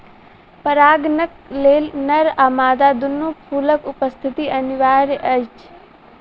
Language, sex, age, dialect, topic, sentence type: Maithili, female, 18-24, Southern/Standard, agriculture, statement